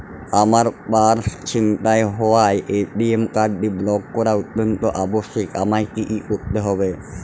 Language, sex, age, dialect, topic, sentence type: Bengali, male, 25-30, Jharkhandi, banking, question